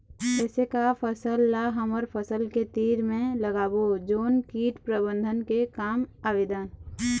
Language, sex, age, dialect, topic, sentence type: Chhattisgarhi, female, 18-24, Eastern, agriculture, question